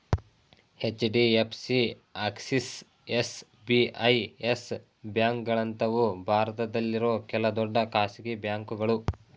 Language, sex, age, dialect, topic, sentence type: Kannada, male, 18-24, Mysore Kannada, banking, statement